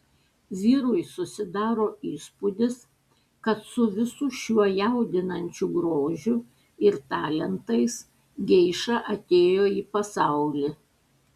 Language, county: Lithuanian, Panevėžys